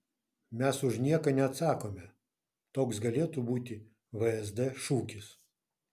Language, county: Lithuanian, Vilnius